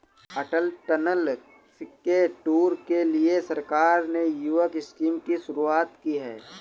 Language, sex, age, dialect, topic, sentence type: Hindi, male, 18-24, Awadhi Bundeli, banking, statement